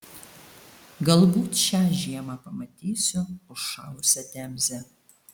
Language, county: Lithuanian, Alytus